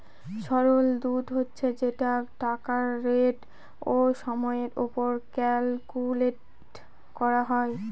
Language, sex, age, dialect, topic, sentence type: Bengali, female, 60-100, Northern/Varendri, banking, statement